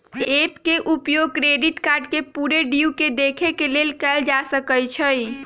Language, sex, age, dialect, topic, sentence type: Magahi, female, 31-35, Western, banking, statement